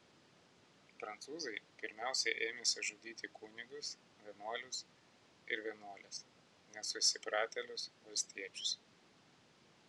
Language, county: Lithuanian, Vilnius